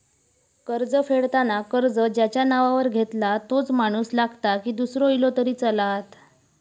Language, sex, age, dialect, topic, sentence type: Marathi, male, 18-24, Southern Konkan, banking, question